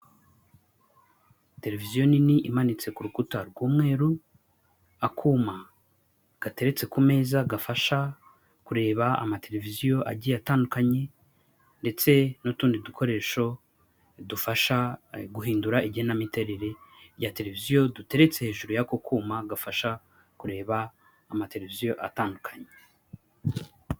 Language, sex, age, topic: Kinyarwanda, male, 25-35, finance